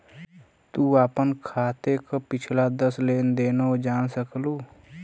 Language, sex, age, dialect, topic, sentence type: Bhojpuri, male, 25-30, Western, banking, statement